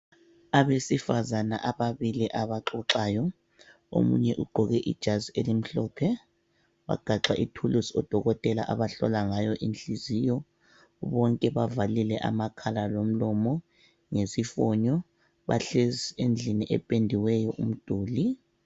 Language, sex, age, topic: North Ndebele, male, 25-35, health